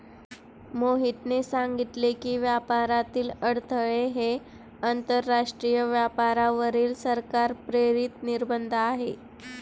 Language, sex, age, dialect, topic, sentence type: Marathi, female, 25-30, Standard Marathi, banking, statement